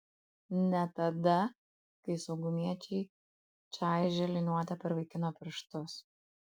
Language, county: Lithuanian, Kaunas